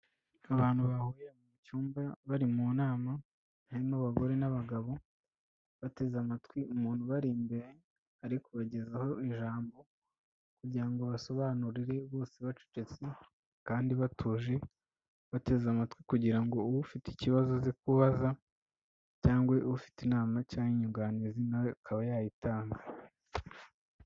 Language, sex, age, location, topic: Kinyarwanda, male, 25-35, Kigali, health